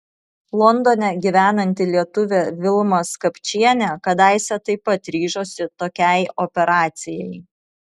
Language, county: Lithuanian, Vilnius